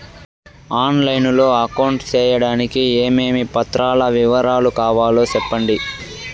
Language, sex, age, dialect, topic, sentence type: Telugu, male, 41-45, Southern, banking, question